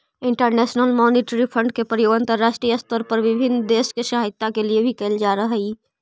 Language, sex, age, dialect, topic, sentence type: Magahi, female, 25-30, Central/Standard, agriculture, statement